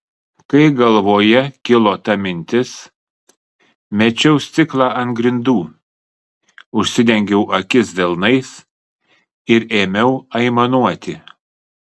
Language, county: Lithuanian, Kaunas